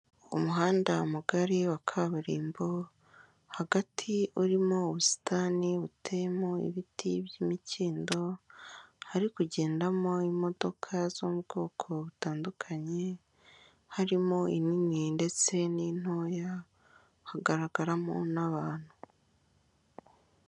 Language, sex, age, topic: Kinyarwanda, female, 25-35, government